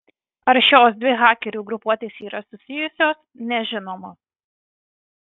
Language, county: Lithuanian, Marijampolė